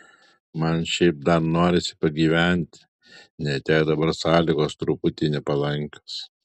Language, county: Lithuanian, Alytus